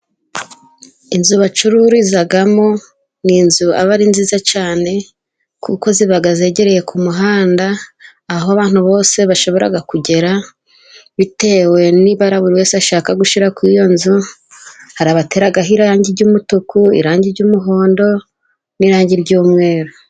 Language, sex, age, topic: Kinyarwanda, female, 18-24, finance